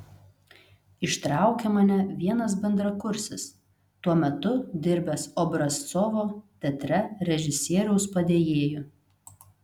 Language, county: Lithuanian, Telšiai